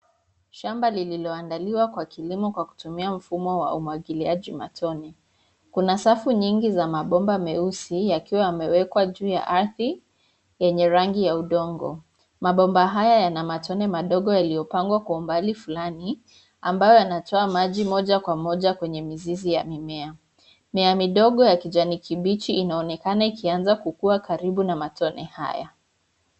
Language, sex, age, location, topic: Swahili, female, 25-35, Nairobi, agriculture